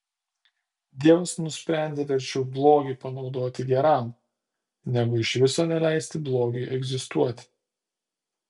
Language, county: Lithuanian, Utena